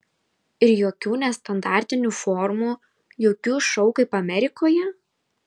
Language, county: Lithuanian, Vilnius